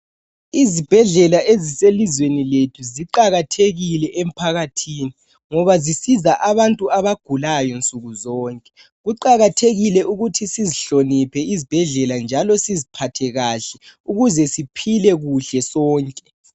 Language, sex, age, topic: North Ndebele, male, 18-24, health